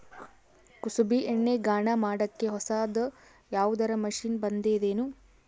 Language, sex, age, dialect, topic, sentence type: Kannada, female, 18-24, Northeastern, agriculture, question